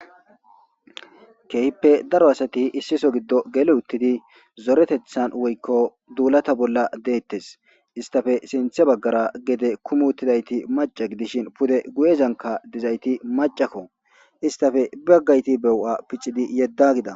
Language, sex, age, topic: Gamo, male, 25-35, government